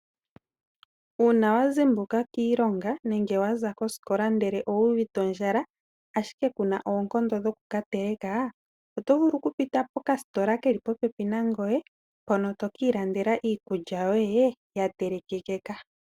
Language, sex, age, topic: Oshiwambo, female, 36-49, finance